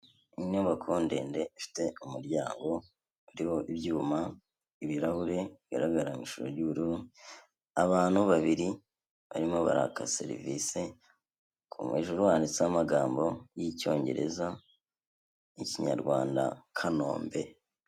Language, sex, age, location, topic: Kinyarwanda, male, 25-35, Kigali, health